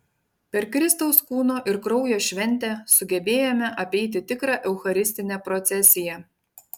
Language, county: Lithuanian, Panevėžys